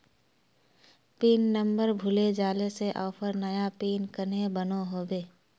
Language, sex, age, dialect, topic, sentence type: Magahi, female, 18-24, Northeastern/Surjapuri, banking, question